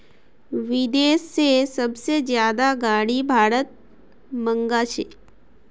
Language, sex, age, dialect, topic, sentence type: Magahi, female, 18-24, Northeastern/Surjapuri, banking, statement